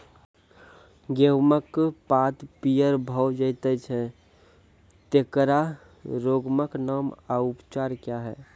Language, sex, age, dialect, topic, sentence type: Maithili, male, 18-24, Angika, agriculture, question